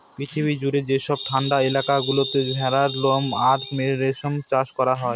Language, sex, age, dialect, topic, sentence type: Bengali, male, 18-24, Northern/Varendri, agriculture, statement